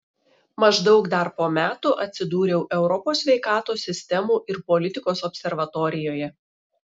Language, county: Lithuanian, Šiauliai